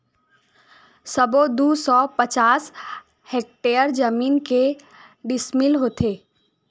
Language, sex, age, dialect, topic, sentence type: Chhattisgarhi, female, 18-24, Western/Budati/Khatahi, agriculture, question